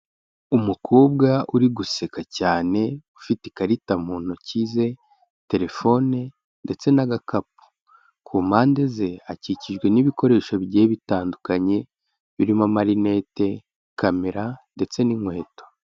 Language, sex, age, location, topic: Kinyarwanda, male, 18-24, Kigali, finance